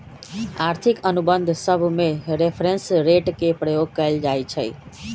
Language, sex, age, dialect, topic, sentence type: Magahi, male, 41-45, Western, banking, statement